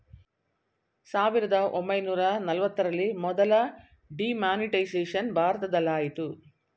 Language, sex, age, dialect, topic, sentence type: Kannada, female, 60-100, Mysore Kannada, banking, statement